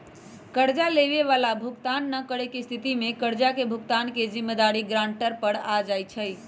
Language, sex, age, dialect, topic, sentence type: Magahi, male, 25-30, Western, banking, statement